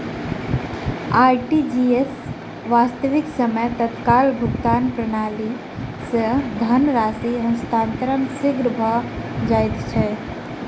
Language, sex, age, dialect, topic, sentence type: Maithili, female, 18-24, Southern/Standard, banking, statement